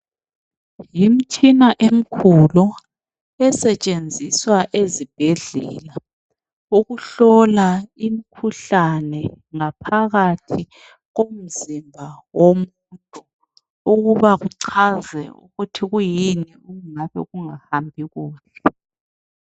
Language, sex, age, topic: North Ndebele, female, 36-49, health